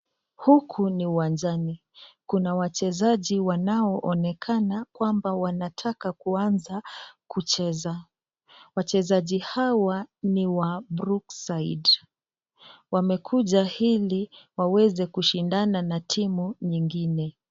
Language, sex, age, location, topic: Swahili, female, 25-35, Nakuru, government